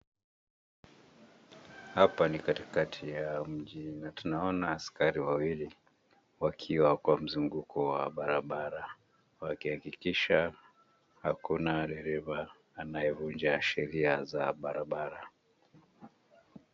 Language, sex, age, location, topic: Swahili, male, 50+, Nairobi, government